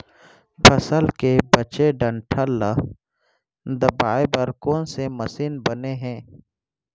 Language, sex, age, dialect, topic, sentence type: Chhattisgarhi, male, 31-35, Central, agriculture, question